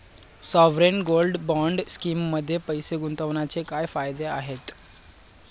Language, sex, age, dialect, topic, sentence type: Marathi, male, 18-24, Standard Marathi, banking, question